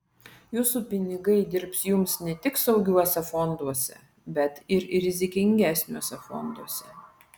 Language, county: Lithuanian, Vilnius